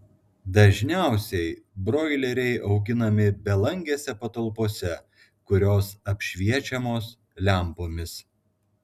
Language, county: Lithuanian, Klaipėda